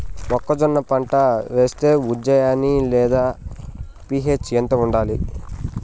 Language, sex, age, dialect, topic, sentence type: Telugu, male, 25-30, Southern, agriculture, question